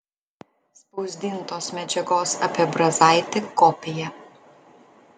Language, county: Lithuanian, Utena